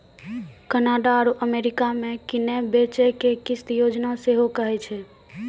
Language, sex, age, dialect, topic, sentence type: Maithili, female, 18-24, Angika, banking, statement